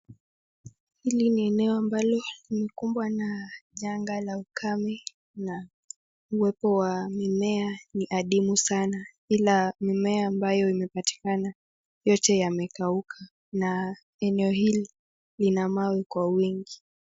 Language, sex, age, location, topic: Swahili, female, 18-24, Nakuru, health